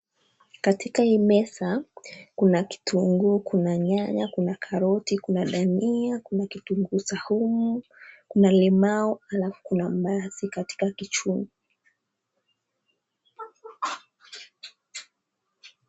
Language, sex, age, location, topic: Swahili, female, 18-24, Nakuru, finance